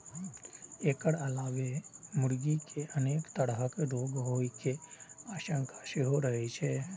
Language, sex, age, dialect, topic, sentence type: Maithili, male, 25-30, Eastern / Thethi, agriculture, statement